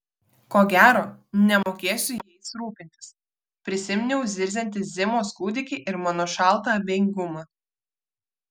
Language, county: Lithuanian, Vilnius